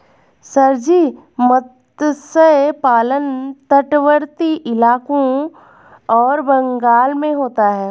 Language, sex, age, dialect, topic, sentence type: Hindi, female, 25-30, Garhwali, agriculture, statement